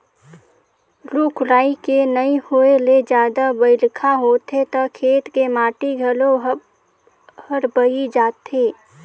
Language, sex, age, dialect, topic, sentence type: Chhattisgarhi, female, 18-24, Northern/Bhandar, agriculture, statement